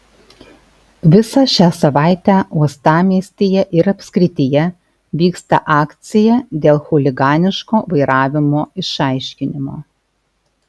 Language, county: Lithuanian, Alytus